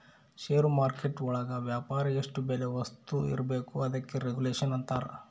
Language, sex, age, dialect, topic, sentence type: Kannada, male, 31-35, Central, banking, statement